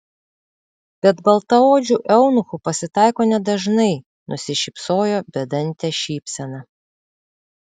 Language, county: Lithuanian, Vilnius